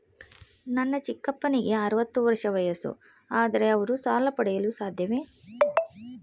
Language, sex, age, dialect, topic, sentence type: Kannada, female, 41-45, Dharwad Kannada, banking, statement